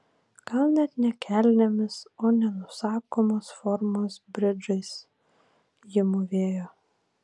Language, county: Lithuanian, Vilnius